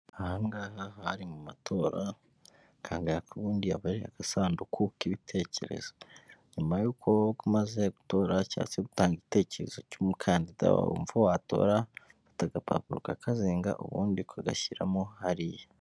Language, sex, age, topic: Kinyarwanda, male, 25-35, government